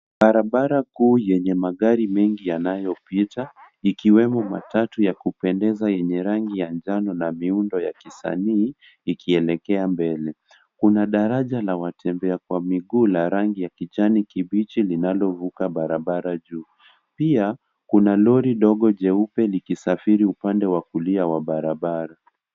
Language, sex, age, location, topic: Swahili, male, 18-24, Nairobi, government